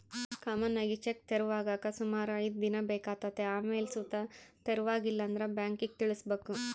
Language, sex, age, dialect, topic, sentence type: Kannada, female, 25-30, Central, banking, statement